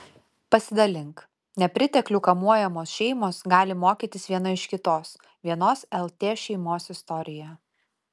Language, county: Lithuanian, Utena